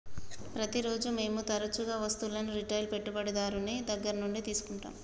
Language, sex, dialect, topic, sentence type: Telugu, male, Telangana, banking, statement